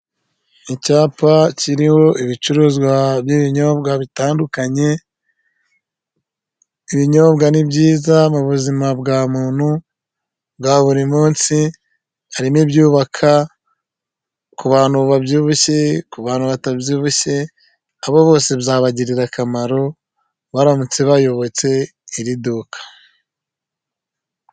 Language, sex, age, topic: Kinyarwanda, male, 25-35, finance